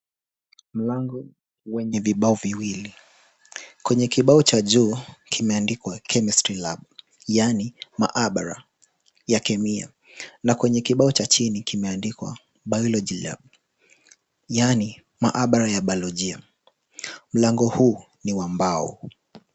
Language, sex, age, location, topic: Swahili, male, 18-24, Kisumu, education